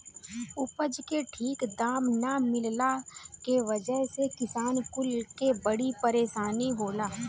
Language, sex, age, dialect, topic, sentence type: Bhojpuri, female, 31-35, Northern, agriculture, statement